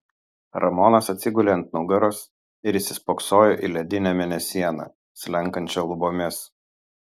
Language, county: Lithuanian, Kaunas